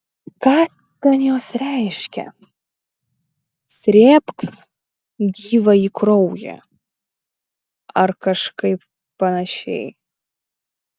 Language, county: Lithuanian, Šiauliai